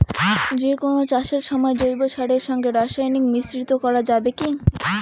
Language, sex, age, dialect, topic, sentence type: Bengali, female, 18-24, Rajbangshi, agriculture, question